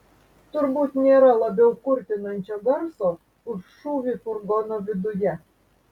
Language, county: Lithuanian, Vilnius